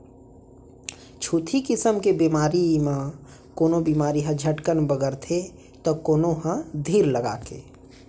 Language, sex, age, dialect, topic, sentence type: Chhattisgarhi, male, 25-30, Central, agriculture, statement